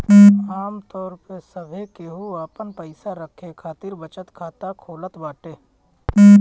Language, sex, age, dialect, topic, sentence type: Bhojpuri, male, 31-35, Northern, banking, statement